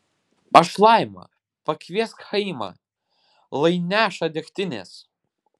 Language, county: Lithuanian, Vilnius